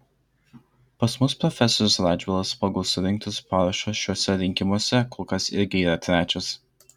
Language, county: Lithuanian, Klaipėda